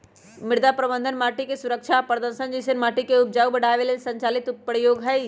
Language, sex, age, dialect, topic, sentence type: Magahi, male, 18-24, Western, agriculture, statement